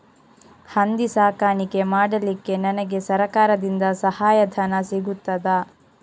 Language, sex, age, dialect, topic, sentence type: Kannada, female, 25-30, Coastal/Dakshin, agriculture, question